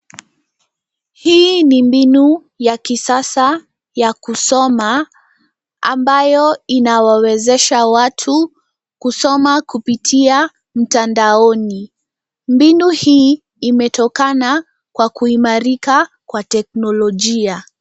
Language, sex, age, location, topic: Swahili, female, 25-35, Nairobi, education